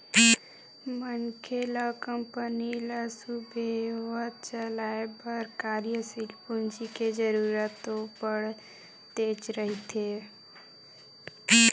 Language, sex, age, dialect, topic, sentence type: Chhattisgarhi, female, 18-24, Western/Budati/Khatahi, banking, statement